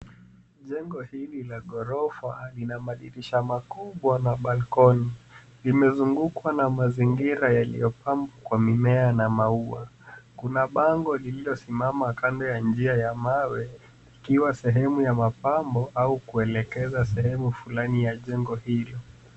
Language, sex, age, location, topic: Swahili, male, 25-35, Nairobi, finance